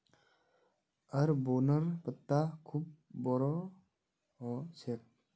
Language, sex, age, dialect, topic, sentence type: Magahi, male, 18-24, Northeastern/Surjapuri, agriculture, statement